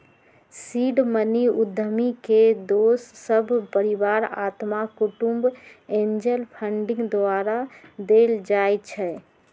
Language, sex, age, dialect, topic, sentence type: Magahi, female, 36-40, Western, banking, statement